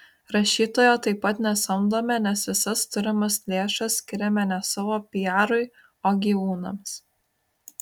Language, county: Lithuanian, Kaunas